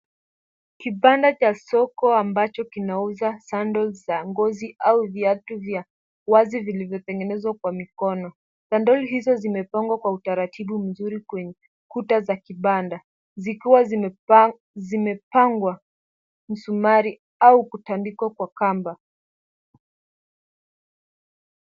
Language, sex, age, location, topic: Swahili, female, 18-24, Kisumu, finance